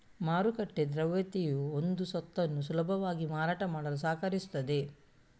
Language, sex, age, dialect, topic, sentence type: Kannada, female, 41-45, Coastal/Dakshin, banking, statement